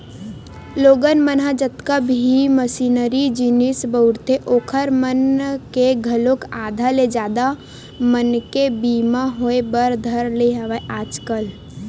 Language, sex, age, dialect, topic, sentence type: Chhattisgarhi, female, 18-24, Western/Budati/Khatahi, banking, statement